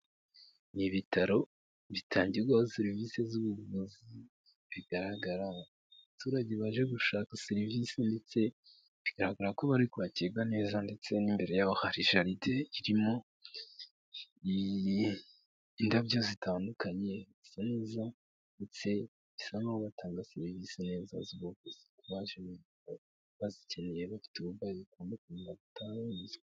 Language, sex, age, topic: Kinyarwanda, male, 18-24, health